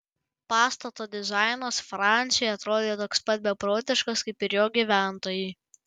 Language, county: Lithuanian, Panevėžys